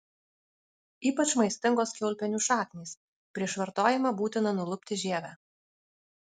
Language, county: Lithuanian, Alytus